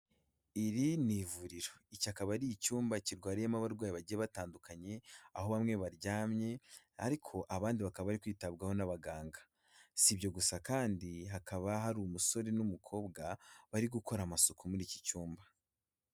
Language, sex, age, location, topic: Kinyarwanda, male, 18-24, Kigali, health